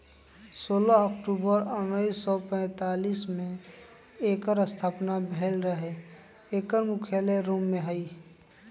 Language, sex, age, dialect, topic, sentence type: Magahi, male, 25-30, Western, agriculture, statement